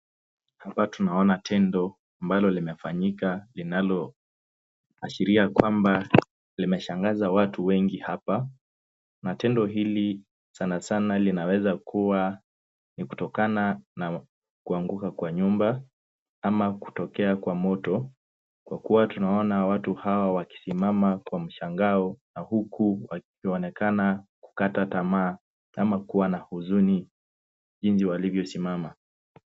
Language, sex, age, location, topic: Swahili, male, 18-24, Nakuru, health